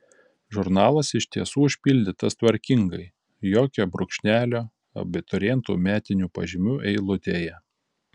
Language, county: Lithuanian, Panevėžys